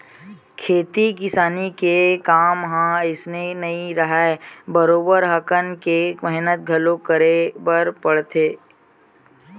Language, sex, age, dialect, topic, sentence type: Chhattisgarhi, male, 18-24, Western/Budati/Khatahi, agriculture, statement